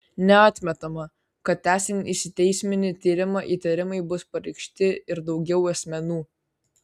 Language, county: Lithuanian, Kaunas